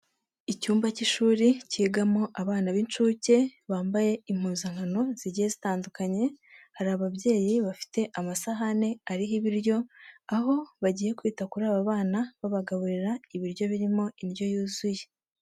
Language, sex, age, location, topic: Kinyarwanda, female, 18-24, Nyagatare, health